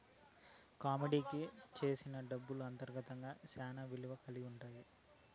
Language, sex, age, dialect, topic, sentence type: Telugu, male, 31-35, Southern, banking, statement